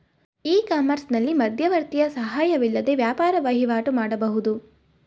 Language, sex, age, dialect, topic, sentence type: Kannada, female, 18-24, Mysore Kannada, banking, statement